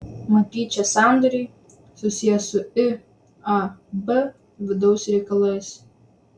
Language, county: Lithuanian, Vilnius